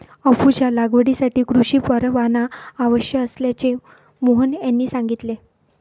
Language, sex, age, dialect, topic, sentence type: Marathi, female, 25-30, Varhadi, agriculture, statement